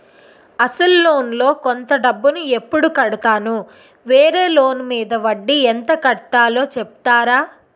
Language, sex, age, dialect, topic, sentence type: Telugu, female, 56-60, Utterandhra, banking, question